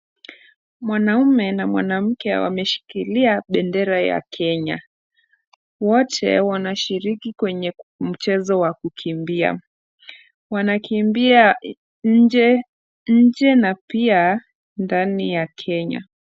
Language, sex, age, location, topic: Swahili, female, 25-35, Kisumu, education